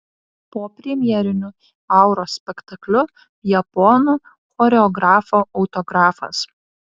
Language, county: Lithuanian, Vilnius